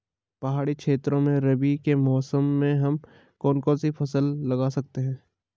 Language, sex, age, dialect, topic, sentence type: Hindi, male, 25-30, Garhwali, agriculture, question